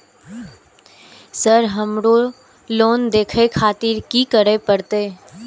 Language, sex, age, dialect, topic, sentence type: Maithili, female, 18-24, Eastern / Thethi, banking, question